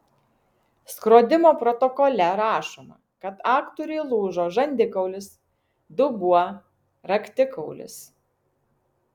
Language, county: Lithuanian, Vilnius